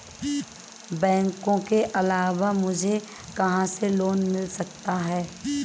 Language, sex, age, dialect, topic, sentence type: Hindi, female, 31-35, Marwari Dhudhari, banking, question